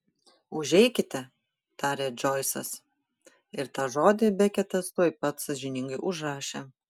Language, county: Lithuanian, Panevėžys